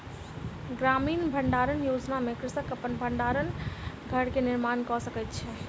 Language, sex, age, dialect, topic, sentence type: Maithili, female, 25-30, Southern/Standard, agriculture, statement